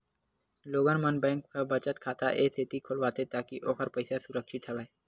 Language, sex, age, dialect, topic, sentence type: Chhattisgarhi, male, 18-24, Western/Budati/Khatahi, banking, statement